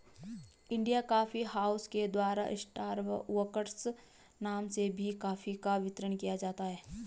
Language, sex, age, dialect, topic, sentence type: Hindi, female, 25-30, Garhwali, agriculture, statement